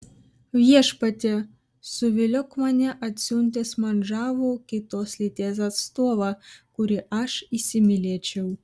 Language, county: Lithuanian, Vilnius